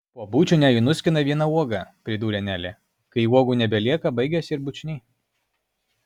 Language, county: Lithuanian, Alytus